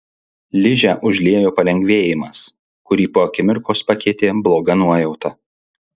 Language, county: Lithuanian, Alytus